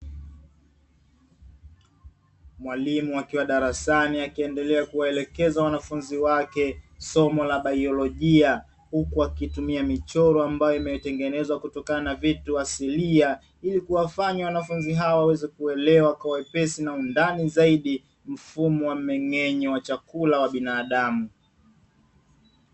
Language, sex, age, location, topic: Swahili, male, 25-35, Dar es Salaam, education